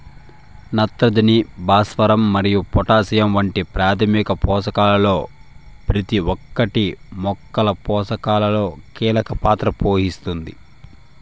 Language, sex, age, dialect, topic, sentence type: Telugu, male, 18-24, Southern, agriculture, statement